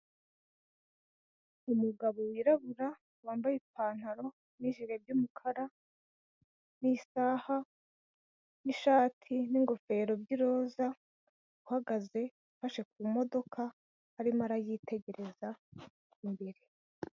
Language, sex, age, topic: Kinyarwanda, female, 25-35, finance